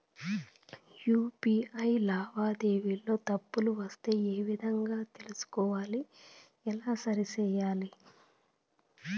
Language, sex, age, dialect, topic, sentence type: Telugu, female, 41-45, Southern, banking, question